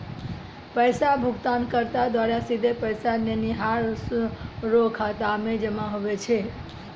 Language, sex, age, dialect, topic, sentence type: Maithili, female, 31-35, Angika, banking, statement